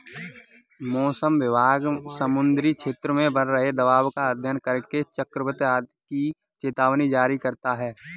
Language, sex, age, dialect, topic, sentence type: Hindi, male, 18-24, Kanauji Braj Bhasha, agriculture, statement